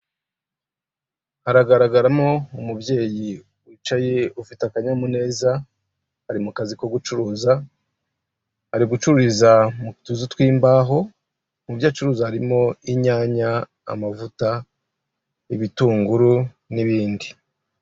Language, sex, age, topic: Kinyarwanda, male, 36-49, finance